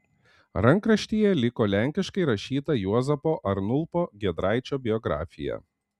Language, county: Lithuanian, Panevėžys